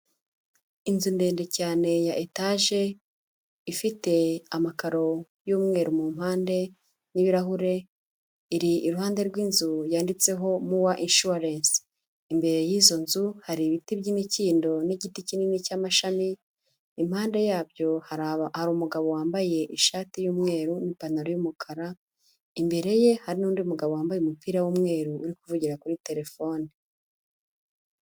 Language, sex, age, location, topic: Kinyarwanda, female, 25-35, Huye, finance